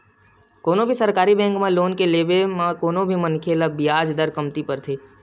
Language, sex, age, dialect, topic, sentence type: Chhattisgarhi, male, 18-24, Western/Budati/Khatahi, banking, statement